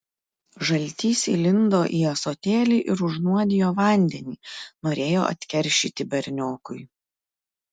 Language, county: Lithuanian, Klaipėda